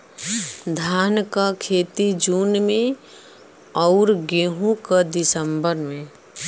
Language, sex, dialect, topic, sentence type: Bhojpuri, female, Western, agriculture, question